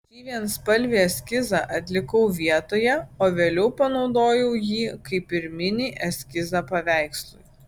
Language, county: Lithuanian, Vilnius